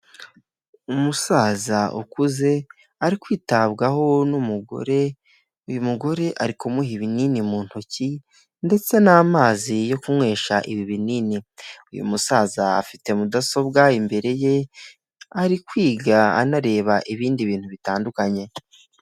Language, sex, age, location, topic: Kinyarwanda, male, 18-24, Huye, health